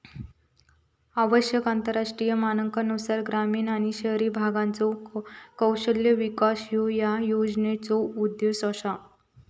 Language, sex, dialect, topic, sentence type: Marathi, female, Southern Konkan, banking, statement